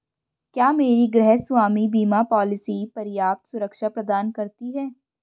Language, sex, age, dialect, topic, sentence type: Hindi, female, 25-30, Hindustani Malvi Khadi Boli, banking, question